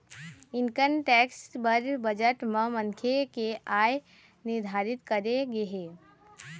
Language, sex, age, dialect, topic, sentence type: Chhattisgarhi, male, 41-45, Eastern, banking, statement